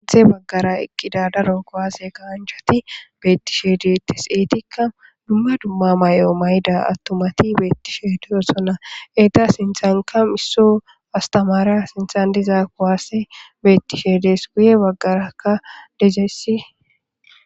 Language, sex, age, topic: Gamo, male, 18-24, government